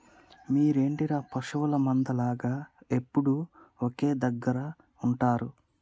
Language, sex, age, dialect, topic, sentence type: Telugu, male, 31-35, Telangana, agriculture, statement